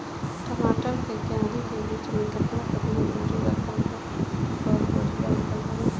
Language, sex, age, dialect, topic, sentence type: Bhojpuri, female, 18-24, Southern / Standard, agriculture, question